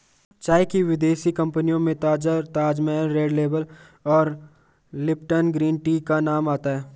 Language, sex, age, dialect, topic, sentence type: Hindi, male, 18-24, Garhwali, agriculture, statement